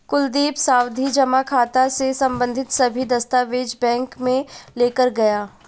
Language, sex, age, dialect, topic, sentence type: Hindi, female, 25-30, Marwari Dhudhari, banking, statement